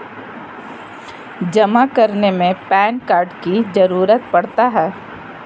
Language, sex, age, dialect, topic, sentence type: Magahi, female, 31-35, Southern, banking, question